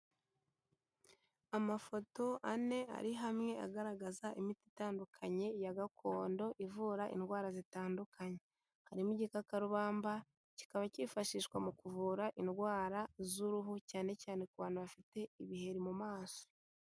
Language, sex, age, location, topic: Kinyarwanda, female, 18-24, Kigali, health